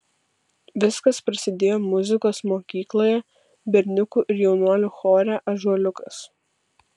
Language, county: Lithuanian, Vilnius